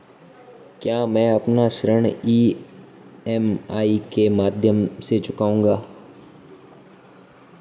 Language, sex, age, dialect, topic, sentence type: Hindi, male, 18-24, Marwari Dhudhari, banking, question